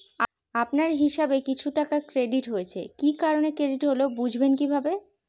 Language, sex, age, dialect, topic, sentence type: Bengali, female, 18-24, Northern/Varendri, banking, question